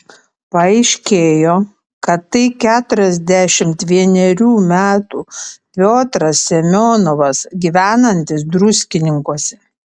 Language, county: Lithuanian, Panevėžys